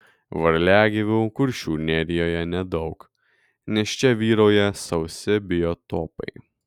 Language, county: Lithuanian, Kaunas